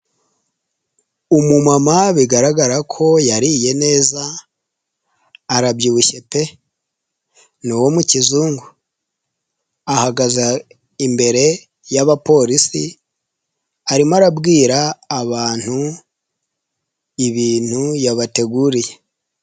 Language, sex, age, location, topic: Kinyarwanda, female, 18-24, Nyagatare, government